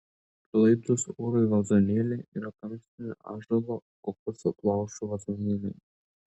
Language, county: Lithuanian, Tauragė